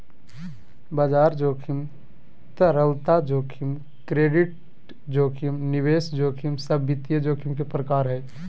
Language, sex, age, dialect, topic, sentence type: Magahi, male, 18-24, Southern, banking, statement